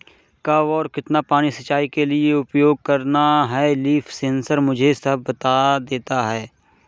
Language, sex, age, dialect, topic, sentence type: Hindi, male, 25-30, Awadhi Bundeli, agriculture, statement